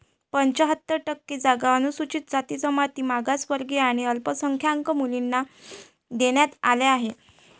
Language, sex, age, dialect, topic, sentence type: Marathi, female, 25-30, Varhadi, banking, statement